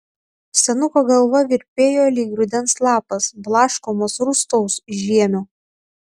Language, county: Lithuanian, Tauragė